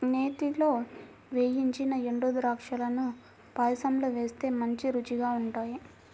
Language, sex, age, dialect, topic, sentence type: Telugu, female, 56-60, Central/Coastal, agriculture, statement